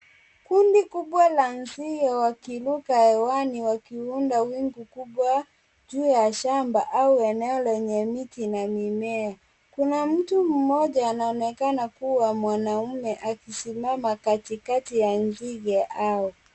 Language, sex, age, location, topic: Swahili, female, 18-24, Kisii, health